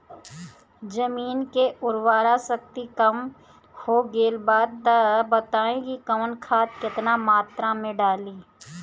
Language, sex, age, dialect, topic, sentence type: Bhojpuri, female, 31-35, Southern / Standard, agriculture, question